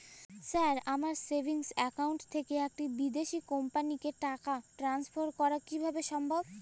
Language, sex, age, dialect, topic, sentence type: Bengali, female, <18, Jharkhandi, banking, question